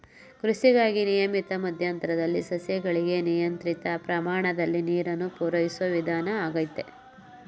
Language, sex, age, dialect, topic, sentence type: Kannada, male, 18-24, Mysore Kannada, agriculture, statement